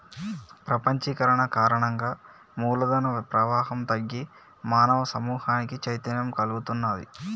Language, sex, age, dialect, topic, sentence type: Telugu, male, 18-24, Telangana, banking, statement